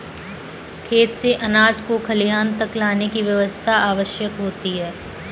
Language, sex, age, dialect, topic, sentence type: Hindi, female, 18-24, Kanauji Braj Bhasha, agriculture, statement